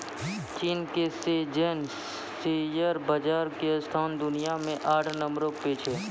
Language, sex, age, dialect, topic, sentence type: Maithili, female, 36-40, Angika, banking, statement